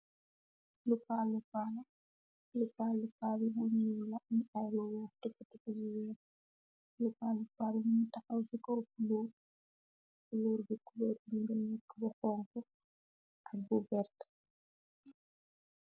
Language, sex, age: Wolof, female, 18-24